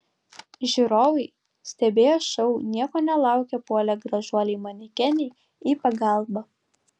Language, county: Lithuanian, Klaipėda